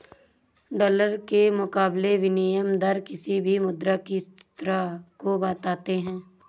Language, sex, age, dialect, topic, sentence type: Hindi, female, 56-60, Awadhi Bundeli, banking, statement